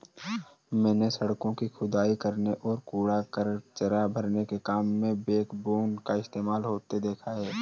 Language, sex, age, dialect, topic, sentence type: Hindi, male, 18-24, Marwari Dhudhari, agriculture, statement